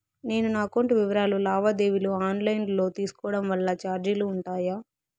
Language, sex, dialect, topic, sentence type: Telugu, female, Southern, banking, question